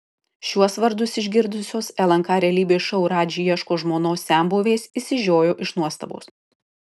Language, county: Lithuanian, Kaunas